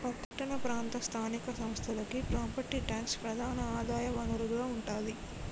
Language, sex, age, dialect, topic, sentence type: Telugu, male, 18-24, Telangana, banking, statement